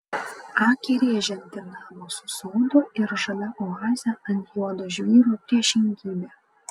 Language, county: Lithuanian, Kaunas